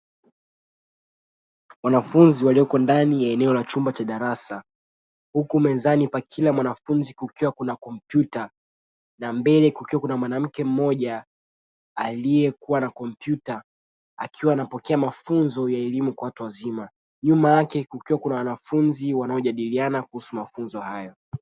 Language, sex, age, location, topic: Swahili, male, 36-49, Dar es Salaam, education